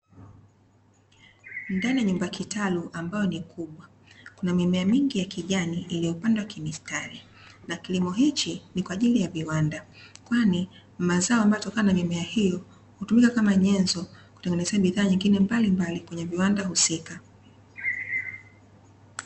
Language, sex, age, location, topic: Swahili, female, 25-35, Dar es Salaam, agriculture